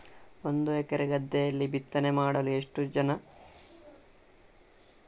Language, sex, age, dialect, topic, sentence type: Kannada, male, 18-24, Coastal/Dakshin, agriculture, question